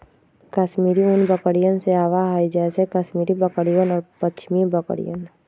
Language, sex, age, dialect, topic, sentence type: Magahi, female, 25-30, Western, agriculture, statement